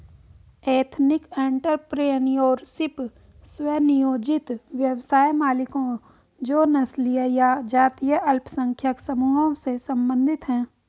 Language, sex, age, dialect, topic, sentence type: Hindi, female, 18-24, Hindustani Malvi Khadi Boli, banking, statement